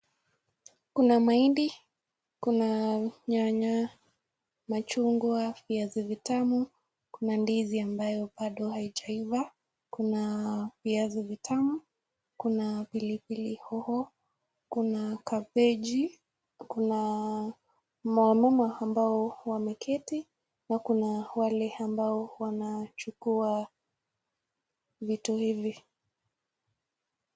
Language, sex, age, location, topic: Swahili, female, 18-24, Nakuru, finance